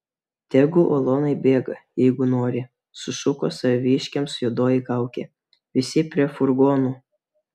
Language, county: Lithuanian, Vilnius